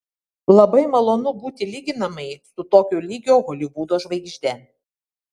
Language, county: Lithuanian, Vilnius